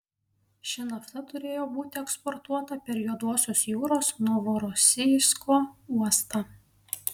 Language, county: Lithuanian, Panevėžys